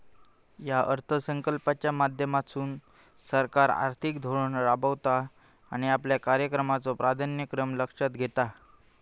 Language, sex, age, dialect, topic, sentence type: Marathi, male, 18-24, Southern Konkan, banking, statement